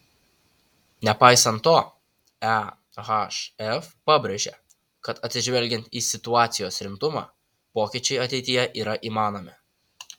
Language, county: Lithuanian, Utena